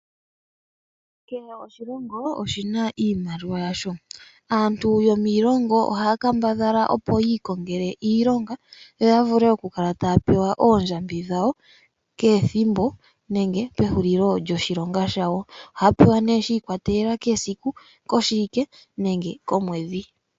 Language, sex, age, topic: Oshiwambo, male, 18-24, finance